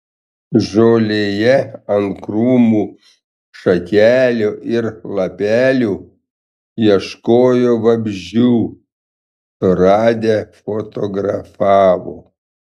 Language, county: Lithuanian, Panevėžys